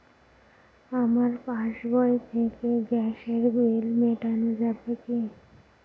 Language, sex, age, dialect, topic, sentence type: Bengali, female, 18-24, Northern/Varendri, banking, question